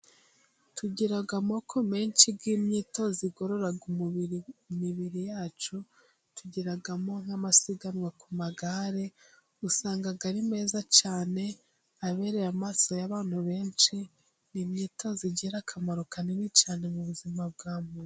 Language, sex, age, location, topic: Kinyarwanda, female, 18-24, Musanze, government